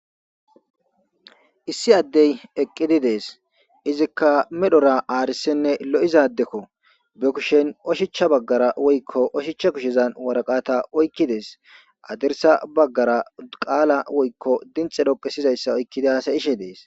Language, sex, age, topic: Gamo, male, 18-24, government